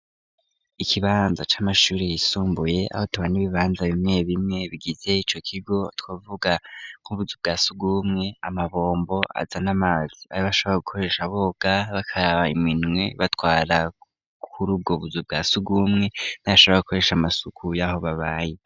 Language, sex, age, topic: Rundi, female, 18-24, education